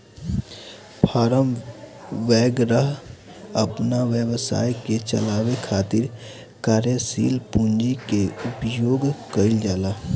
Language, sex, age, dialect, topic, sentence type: Bhojpuri, male, 18-24, Southern / Standard, banking, statement